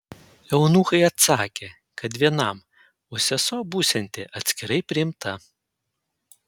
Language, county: Lithuanian, Panevėžys